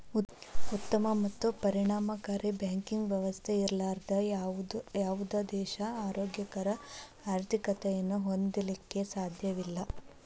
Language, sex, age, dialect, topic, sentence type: Kannada, female, 18-24, Dharwad Kannada, banking, statement